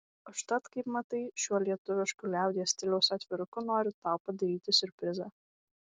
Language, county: Lithuanian, Vilnius